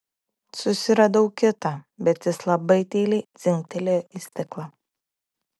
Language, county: Lithuanian, Klaipėda